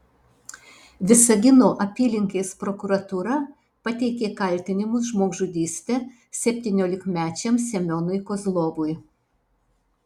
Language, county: Lithuanian, Alytus